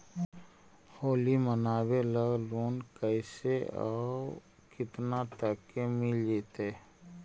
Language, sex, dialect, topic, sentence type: Magahi, male, Central/Standard, banking, question